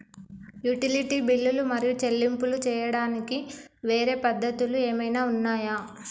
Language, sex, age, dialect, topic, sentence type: Telugu, female, 18-24, Telangana, banking, question